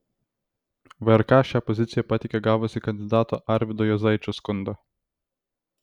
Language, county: Lithuanian, Vilnius